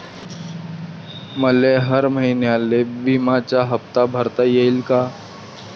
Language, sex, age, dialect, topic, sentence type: Marathi, male, 18-24, Varhadi, banking, question